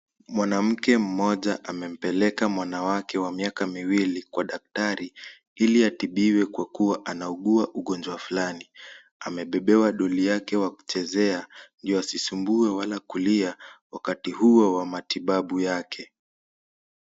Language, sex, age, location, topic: Swahili, male, 18-24, Kisumu, health